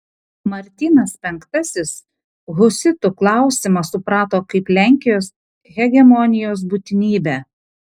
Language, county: Lithuanian, Panevėžys